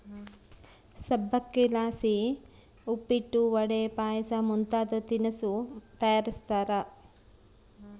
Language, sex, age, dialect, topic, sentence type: Kannada, female, 36-40, Central, agriculture, statement